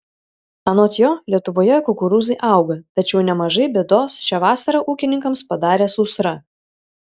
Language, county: Lithuanian, Šiauliai